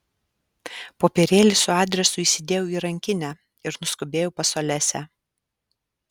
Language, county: Lithuanian, Alytus